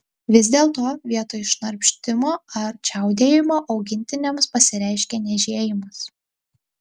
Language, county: Lithuanian, Tauragė